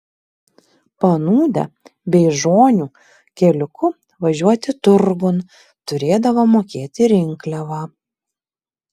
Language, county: Lithuanian, Vilnius